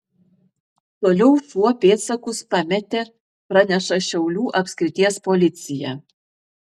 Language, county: Lithuanian, Vilnius